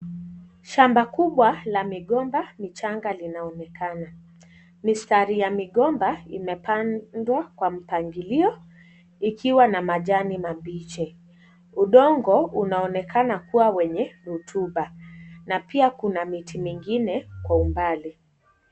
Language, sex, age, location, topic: Swahili, female, 18-24, Kisii, agriculture